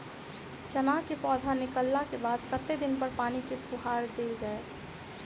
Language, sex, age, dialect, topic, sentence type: Maithili, female, 25-30, Southern/Standard, agriculture, question